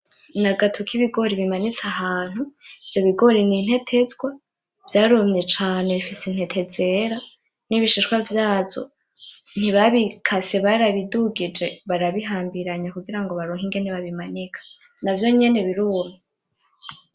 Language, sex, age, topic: Rundi, female, 18-24, agriculture